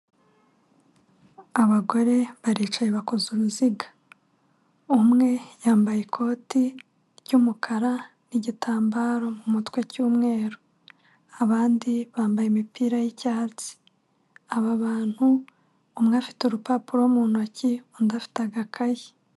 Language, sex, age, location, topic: Kinyarwanda, female, 25-35, Kigali, government